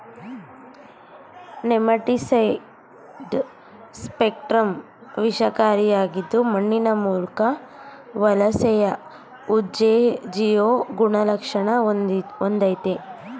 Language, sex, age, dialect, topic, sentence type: Kannada, female, 25-30, Mysore Kannada, agriculture, statement